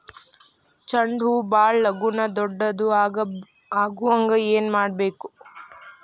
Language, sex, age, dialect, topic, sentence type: Kannada, female, 18-24, Dharwad Kannada, agriculture, question